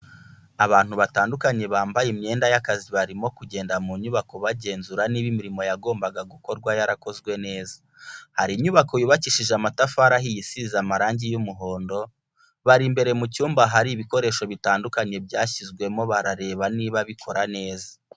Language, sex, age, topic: Kinyarwanda, male, 25-35, education